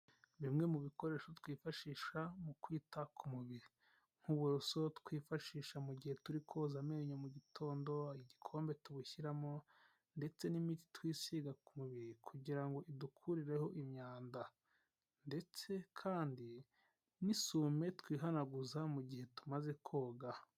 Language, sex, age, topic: Kinyarwanda, male, 18-24, health